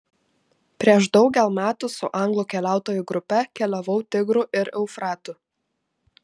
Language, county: Lithuanian, Šiauliai